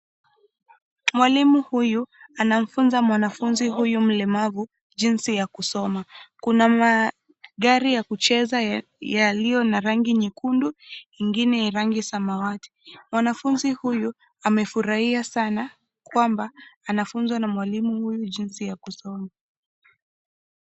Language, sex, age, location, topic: Swahili, female, 25-35, Nairobi, education